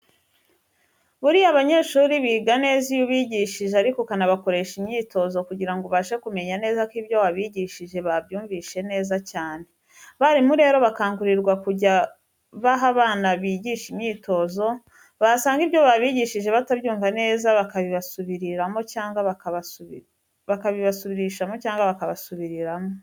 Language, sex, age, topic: Kinyarwanda, female, 25-35, education